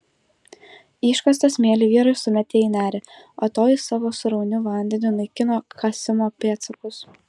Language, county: Lithuanian, Kaunas